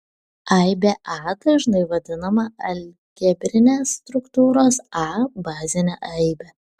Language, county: Lithuanian, Šiauliai